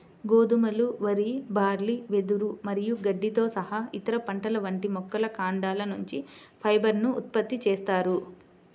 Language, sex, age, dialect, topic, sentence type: Telugu, female, 25-30, Central/Coastal, agriculture, statement